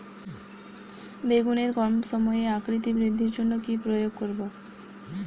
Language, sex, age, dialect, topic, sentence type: Bengali, female, 18-24, Western, agriculture, question